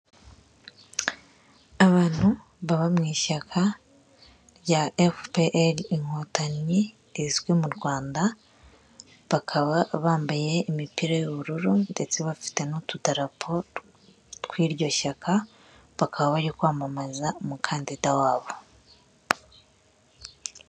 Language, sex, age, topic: Kinyarwanda, male, 36-49, government